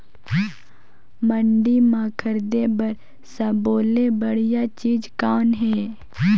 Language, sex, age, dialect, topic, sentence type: Chhattisgarhi, female, 18-24, Northern/Bhandar, agriculture, question